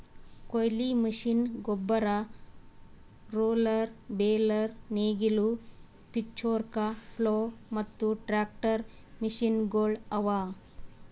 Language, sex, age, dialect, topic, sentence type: Kannada, female, 18-24, Northeastern, agriculture, statement